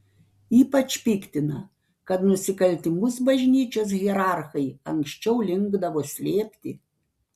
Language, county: Lithuanian, Panevėžys